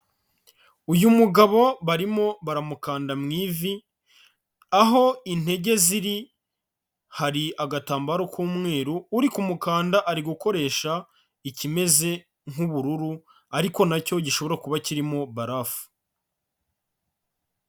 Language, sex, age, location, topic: Kinyarwanda, male, 25-35, Kigali, health